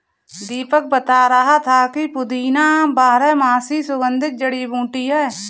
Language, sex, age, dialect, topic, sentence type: Hindi, female, 41-45, Kanauji Braj Bhasha, agriculture, statement